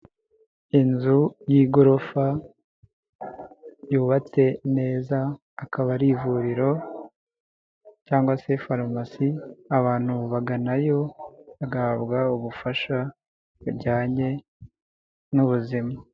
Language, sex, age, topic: Kinyarwanda, male, 18-24, health